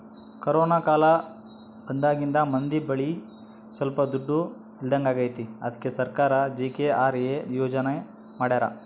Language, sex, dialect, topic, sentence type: Kannada, male, Central, banking, statement